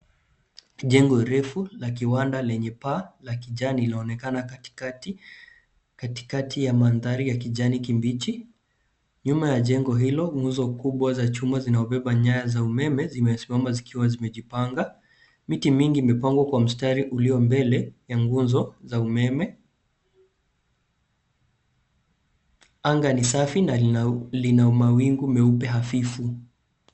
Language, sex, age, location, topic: Swahili, male, 25-35, Nairobi, government